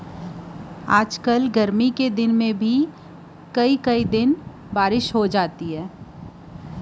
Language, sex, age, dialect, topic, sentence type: Chhattisgarhi, female, 25-30, Western/Budati/Khatahi, agriculture, statement